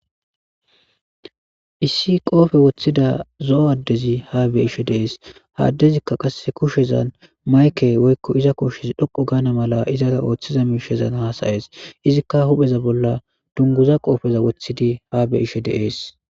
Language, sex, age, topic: Gamo, male, 25-35, government